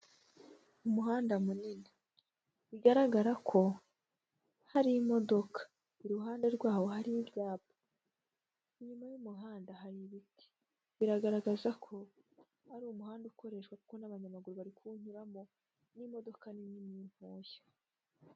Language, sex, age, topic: Kinyarwanda, female, 18-24, government